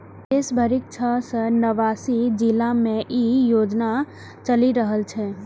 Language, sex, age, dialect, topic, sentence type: Maithili, female, 25-30, Eastern / Thethi, banking, statement